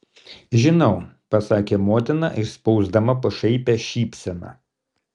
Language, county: Lithuanian, Kaunas